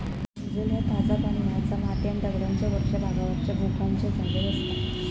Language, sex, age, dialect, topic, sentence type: Marathi, female, 25-30, Southern Konkan, agriculture, statement